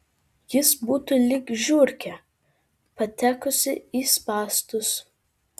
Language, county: Lithuanian, Vilnius